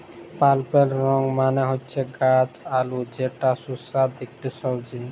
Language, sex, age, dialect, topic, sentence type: Bengali, male, 18-24, Jharkhandi, agriculture, statement